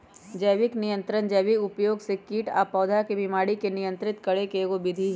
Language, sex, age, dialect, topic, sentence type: Magahi, female, 31-35, Western, agriculture, statement